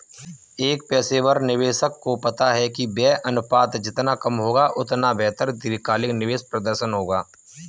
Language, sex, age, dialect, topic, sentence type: Hindi, male, 18-24, Kanauji Braj Bhasha, banking, statement